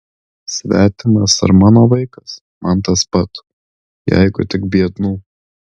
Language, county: Lithuanian, Alytus